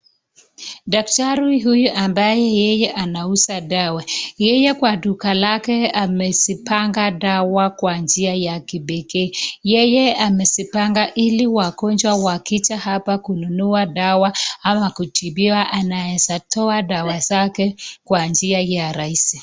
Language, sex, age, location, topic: Swahili, male, 25-35, Nakuru, health